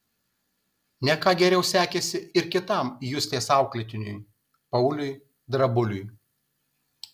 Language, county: Lithuanian, Kaunas